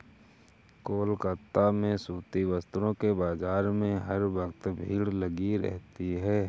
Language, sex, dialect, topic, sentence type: Hindi, male, Kanauji Braj Bhasha, agriculture, statement